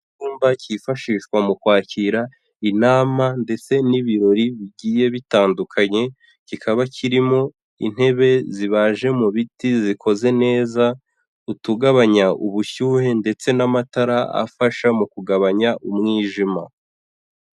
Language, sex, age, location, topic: Kinyarwanda, male, 18-24, Huye, education